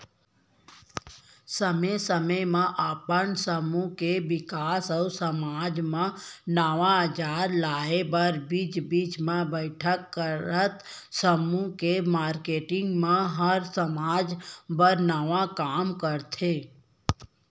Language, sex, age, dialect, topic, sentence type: Chhattisgarhi, female, 18-24, Central, banking, statement